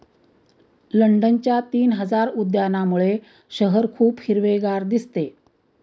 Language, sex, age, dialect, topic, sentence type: Marathi, female, 60-100, Standard Marathi, agriculture, statement